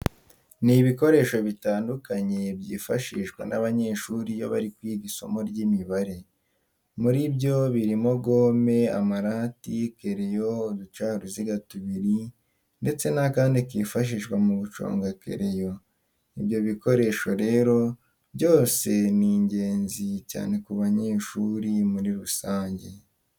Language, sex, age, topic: Kinyarwanda, male, 18-24, education